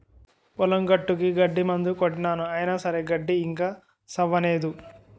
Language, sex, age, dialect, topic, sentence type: Telugu, male, 60-100, Utterandhra, agriculture, statement